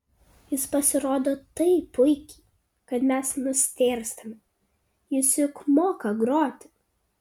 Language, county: Lithuanian, Kaunas